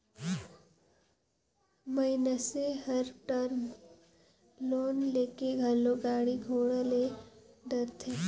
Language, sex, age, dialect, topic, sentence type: Chhattisgarhi, female, 18-24, Northern/Bhandar, banking, statement